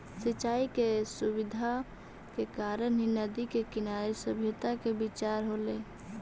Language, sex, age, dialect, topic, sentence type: Magahi, female, 18-24, Central/Standard, agriculture, statement